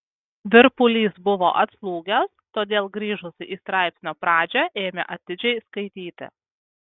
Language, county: Lithuanian, Kaunas